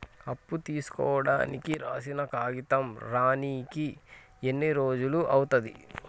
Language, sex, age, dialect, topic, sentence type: Telugu, female, 25-30, Telangana, banking, question